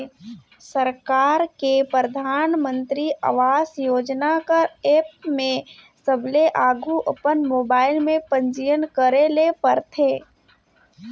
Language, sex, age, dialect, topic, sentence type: Chhattisgarhi, female, 18-24, Northern/Bhandar, banking, statement